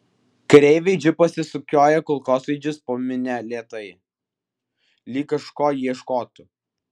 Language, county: Lithuanian, Vilnius